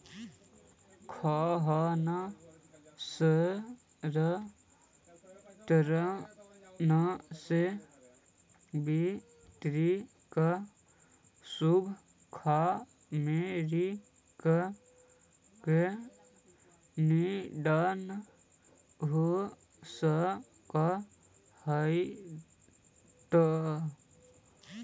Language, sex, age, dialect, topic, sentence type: Magahi, male, 31-35, Central/Standard, banking, statement